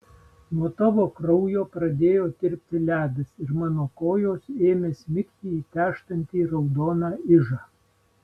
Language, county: Lithuanian, Vilnius